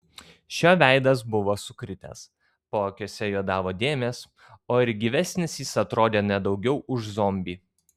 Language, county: Lithuanian, Kaunas